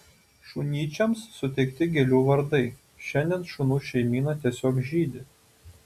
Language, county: Lithuanian, Utena